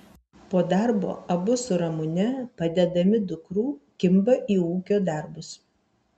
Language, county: Lithuanian, Vilnius